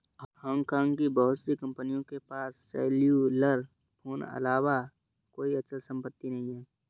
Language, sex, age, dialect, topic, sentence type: Hindi, male, 31-35, Awadhi Bundeli, banking, statement